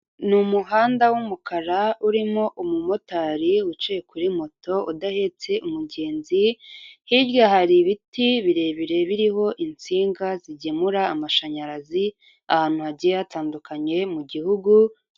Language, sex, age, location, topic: Kinyarwanda, female, 36-49, Kigali, government